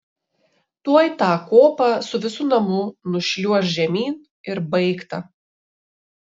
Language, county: Lithuanian, Šiauliai